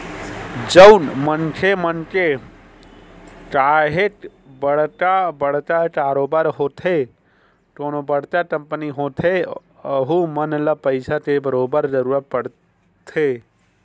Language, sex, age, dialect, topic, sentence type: Chhattisgarhi, male, 18-24, Western/Budati/Khatahi, banking, statement